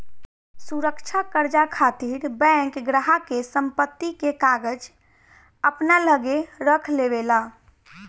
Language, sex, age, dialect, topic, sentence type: Bhojpuri, female, 18-24, Southern / Standard, banking, statement